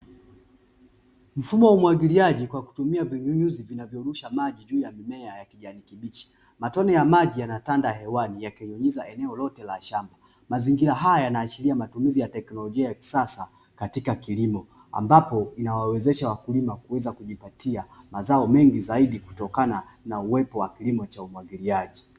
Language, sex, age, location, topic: Swahili, male, 25-35, Dar es Salaam, agriculture